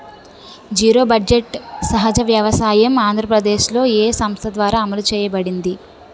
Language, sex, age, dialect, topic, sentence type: Telugu, female, 18-24, Utterandhra, agriculture, question